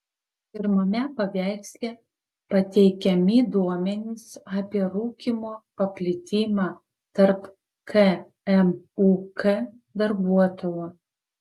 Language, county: Lithuanian, Vilnius